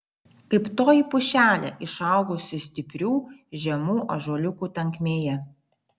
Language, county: Lithuanian, Vilnius